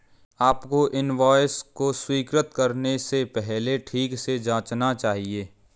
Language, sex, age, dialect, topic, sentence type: Hindi, male, 25-30, Kanauji Braj Bhasha, banking, statement